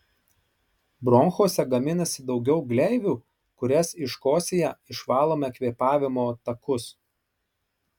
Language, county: Lithuanian, Marijampolė